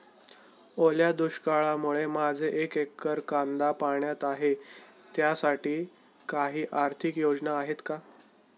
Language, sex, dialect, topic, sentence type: Marathi, male, Standard Marathi, agriculture, question